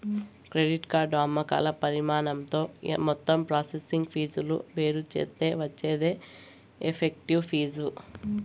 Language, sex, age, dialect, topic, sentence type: Telugu, female, 18-24, Southern, banking, statement